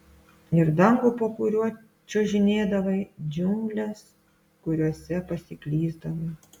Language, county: Lithuanian, Klaipėda